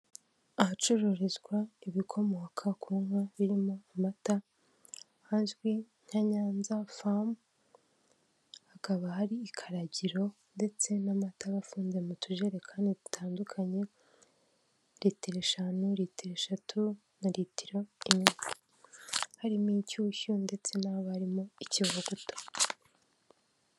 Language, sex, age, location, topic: Kinyarwanda, female, 18-24, Kigali, finance